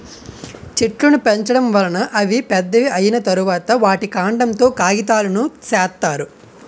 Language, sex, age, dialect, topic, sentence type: Telugu, male, 18-24, Utterandhra, agriculture, statement